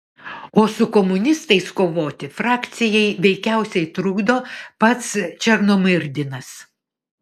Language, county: Lithuanian, Vilnius